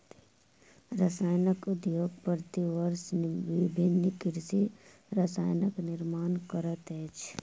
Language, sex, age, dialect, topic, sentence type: Maithili, male, 36-40, Southern/Standard, agriculture, statement